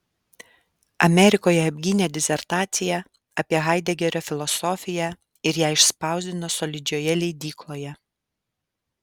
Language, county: Lithuanian, Alytus